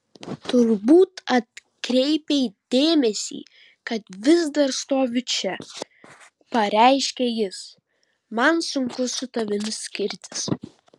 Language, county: Lithuanian, Vilnius